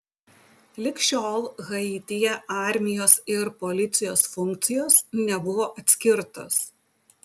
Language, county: Lithuanian, Utena